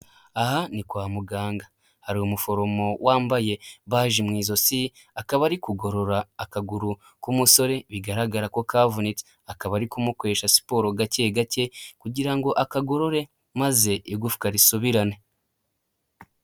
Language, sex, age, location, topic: Kinyarwanda, male, 18-24, Huye, health